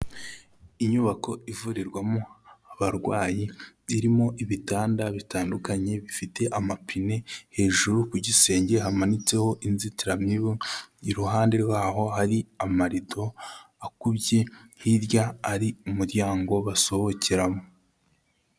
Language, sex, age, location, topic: Kinyarwanda, male, 25-35, Kigali, health